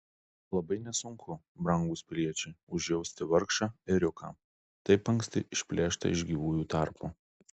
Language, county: Lithuanian, Alytus